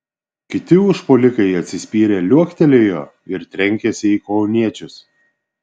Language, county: Lithuanian, Šiauliai